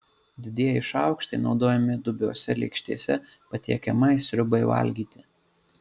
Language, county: Lithuanian, Marijampolė